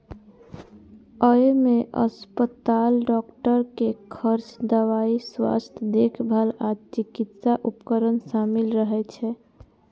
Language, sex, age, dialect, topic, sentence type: Maithili, female, 41-45, Eastern / Thethi, banking, statement